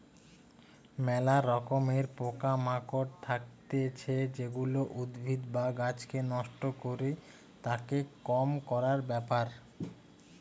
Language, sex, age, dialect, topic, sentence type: Bengali, male, 25-30, Western, agriculture, statement